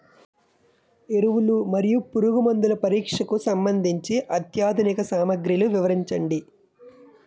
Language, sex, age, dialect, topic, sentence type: Telugu, male, 25-30, Utterandhra, agriculture, question